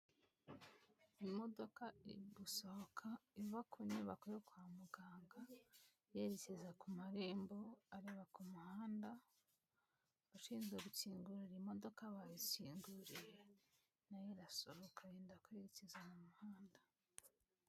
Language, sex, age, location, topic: Kinyarwanda, female, 25-35, Kigali, health